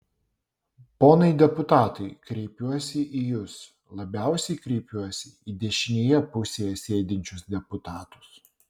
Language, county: Lithuanian, Vilnius